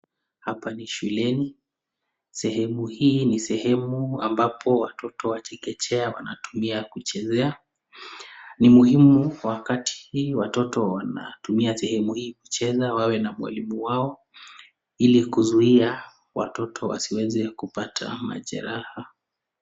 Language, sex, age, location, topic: Swahili, male, 25-35, Nakuru, education